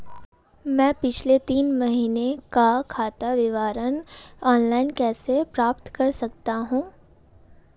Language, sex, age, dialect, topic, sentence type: Hindi, female, 18-24, Marwari Dhudhari, banking, question